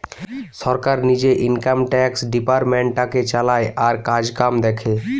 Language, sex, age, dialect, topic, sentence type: Bengali, male, 18-24, Western, banking, statement